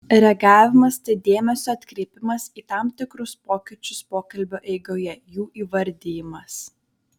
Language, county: Lithuanian, Vilnius